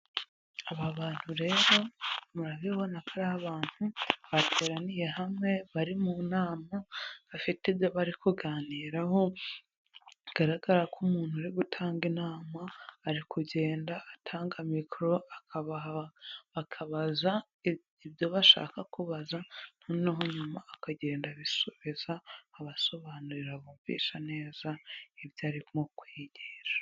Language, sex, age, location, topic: Kinyarwanda, female, 18-24, Huye, government